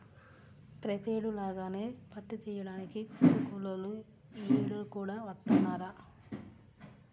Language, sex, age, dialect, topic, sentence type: Telugu, female, 36-40, Central/Coastal, agriculture, statement